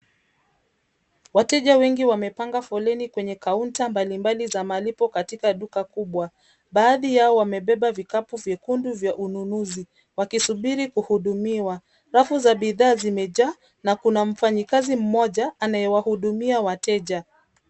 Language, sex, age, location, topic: Swahili, female, 25-35, Nairobi, finance